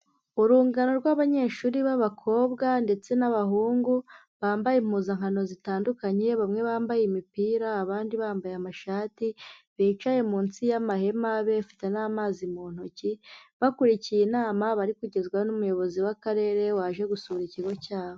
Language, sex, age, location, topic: Kinyarwanda, female, 18-24, Huye, education